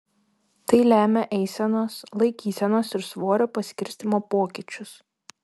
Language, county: Lithuanian, Panevėžys